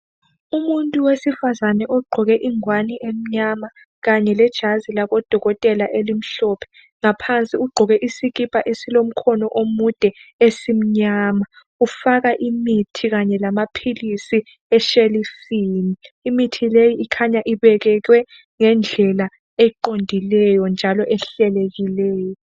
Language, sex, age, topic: North Ndebele, female, 18-24, health